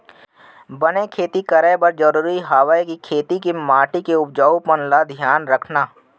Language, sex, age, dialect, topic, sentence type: Chhattisgarhi, male, 25-30, Central, agriculture, statement